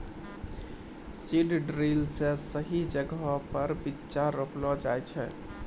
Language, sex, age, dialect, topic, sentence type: Maithili, male, 25-30, Angika, agriculture, statement